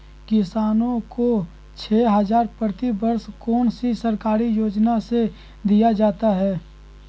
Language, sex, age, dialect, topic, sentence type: Magahi, male, 41-45, Southern, agriculture, question